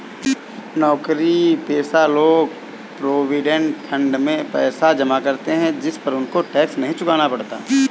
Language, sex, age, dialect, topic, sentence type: Hindi, male, 18-24, Awadhi Bundeli, banking, statement